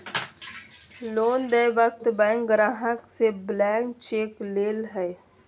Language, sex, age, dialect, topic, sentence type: Magahi, female, 25-30, Southern, banking, statement